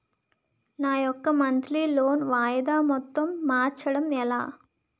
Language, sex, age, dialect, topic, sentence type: Telugu, female, 25-30, Utterandhra, banking, question